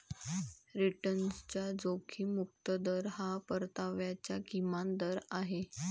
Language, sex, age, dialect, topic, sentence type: Marathi, female, 25-30, Varhadi, banking, statement